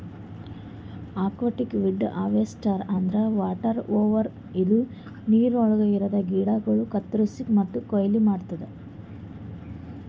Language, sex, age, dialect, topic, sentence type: Kannada, female, 18-24, Northeastern, agriculture, statement